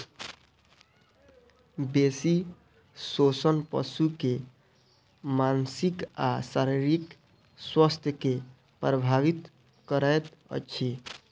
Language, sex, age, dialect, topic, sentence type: Maithili, male, 18-24, Southern/Standard, agriculture, statement